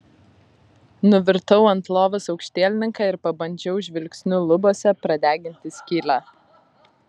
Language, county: Lithuanian, Vilnius